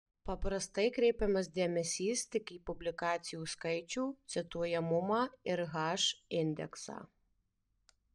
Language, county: Lithuanian, Alytus